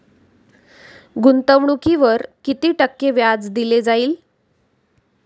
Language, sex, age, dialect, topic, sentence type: Marathi, female, 36-40, Standard Marathi, banking, question